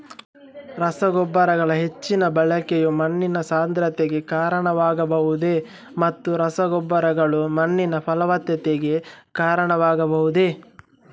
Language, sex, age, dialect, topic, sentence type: Kannada, male, 18-24, Coastal/Dakshin, agriculture, question